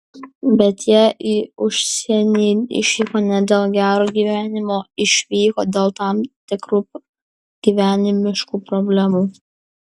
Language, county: Lithuanian, Kaunas